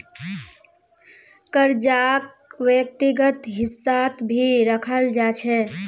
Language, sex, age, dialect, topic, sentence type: Magahi, female, 18-24, Northeastern/Surjapuri, banking, statement